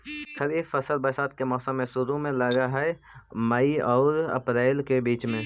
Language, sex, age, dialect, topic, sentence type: Magahi, male, 18-24, Central/Standard, agriculture, statement